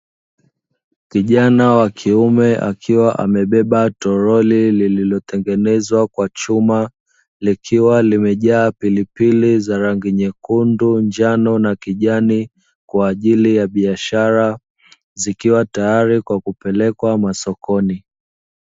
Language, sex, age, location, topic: Swahili, male, 25-35, Dar es Salaam, agriculture